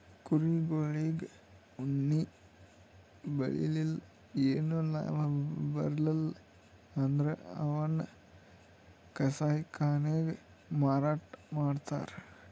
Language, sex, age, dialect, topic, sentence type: Kannada, male, 18-24, Northeastern, agriculture, statement